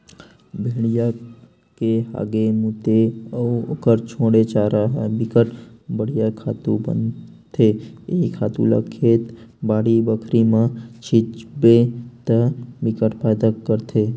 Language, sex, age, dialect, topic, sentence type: Chhattisgarhi, male, 18-24, Western/Budati/Khatahi, agriculture, statement